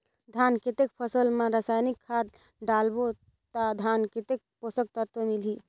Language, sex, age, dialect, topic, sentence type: Chhattisgarhi, female, 25-30, Northern/Bhandar, agriculture, question